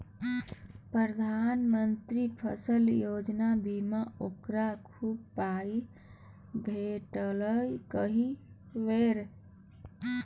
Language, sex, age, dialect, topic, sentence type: Maithili, male, 31-35, Bajjika, agriculture, statement